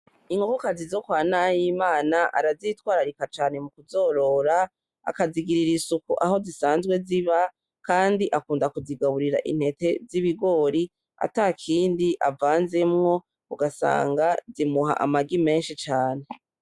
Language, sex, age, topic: Rundi, female, 18-24, agriculture